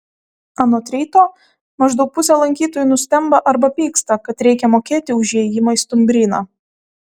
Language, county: Lithuanian, Kaunas